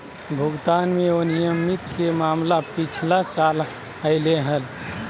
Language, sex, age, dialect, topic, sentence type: Magahi, male, 25-30, Southern, banking, statement